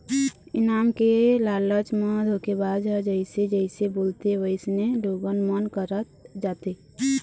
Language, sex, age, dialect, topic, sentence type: Chhattisgarhi, female, 18-24, Eastern, banking, statement